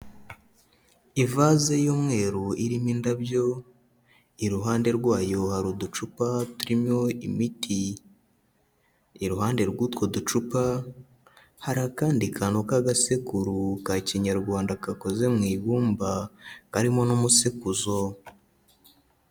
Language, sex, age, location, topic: Kinyarwanda, male, 18-24, Kigali, health